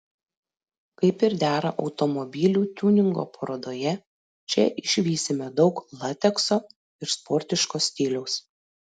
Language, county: Lithuanian, Panevėžys